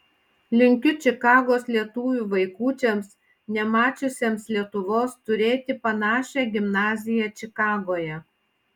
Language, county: Lithuanian, Panevėžys